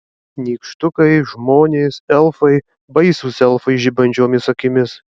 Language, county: Lithuanian, Kaunas